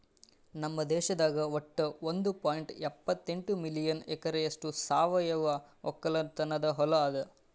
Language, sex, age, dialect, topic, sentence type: Kannada, male, 18-24, Northeastern, agriculture, statement